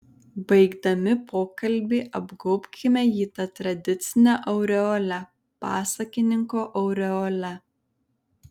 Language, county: Lithuanian, Vilnius